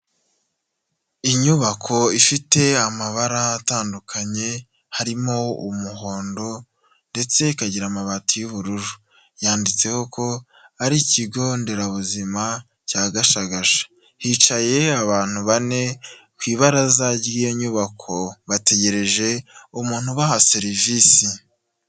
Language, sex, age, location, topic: Kinyarwanda, male, 25-35, Huye, health